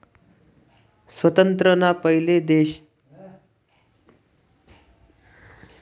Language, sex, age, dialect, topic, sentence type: Marathi, male, 18-24, Northern Konkan, banking, statement